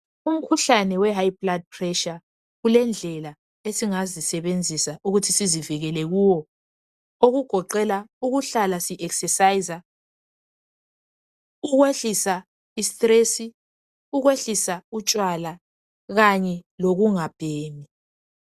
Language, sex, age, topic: North Ndebele, female, 25-35, health